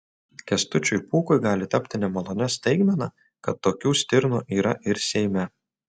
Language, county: Lithuanian, Utena